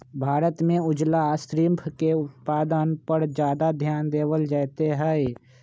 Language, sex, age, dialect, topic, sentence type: Magahi, male, 25-30, Western, agriculture, statement